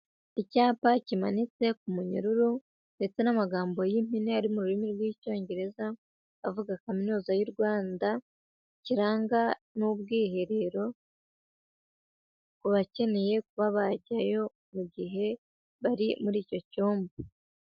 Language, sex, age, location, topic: Kinyarwanda, female, 25-35, Huye, education